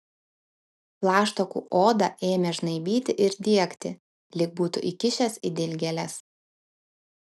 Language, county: Lithuanian, Vilnius